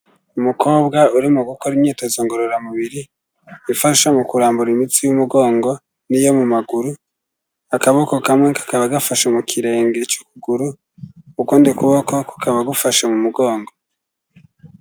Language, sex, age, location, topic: Kinyarwanda, male, 25-35, Kigali, health